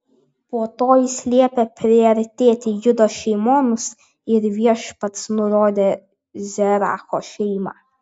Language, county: Lithuanian, Vilnius